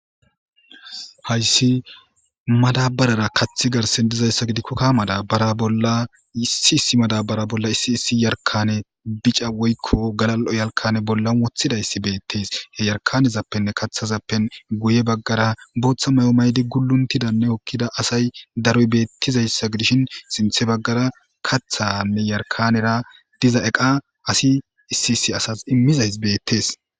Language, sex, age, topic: Gamo, male, 25-35, government